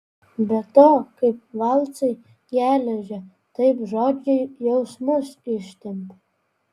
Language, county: Lithuanian, Vilnius